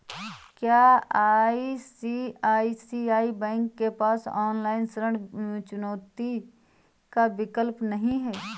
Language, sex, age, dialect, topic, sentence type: Hindi, female, 25-30, Awadhi Bundeli, banking, question